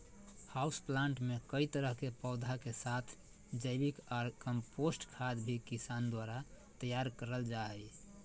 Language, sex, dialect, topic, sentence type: Magahi, male, Southern, agriculture, statement